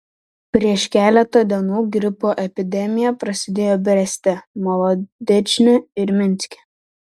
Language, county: Lithuanian, Šiauliai